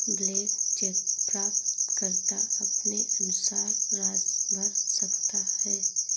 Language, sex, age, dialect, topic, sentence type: Hindi, female, 46-50, Awadhi Bundeli, banking, statement